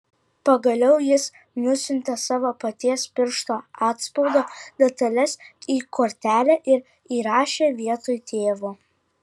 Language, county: Lithuanian, Vilnius